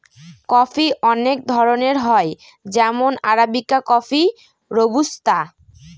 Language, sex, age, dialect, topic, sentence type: Bengali, female, 25-30, Northern/Varendri, agriculture, statement